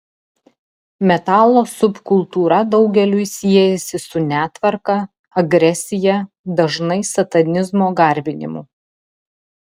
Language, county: Lithuanian, Telšiai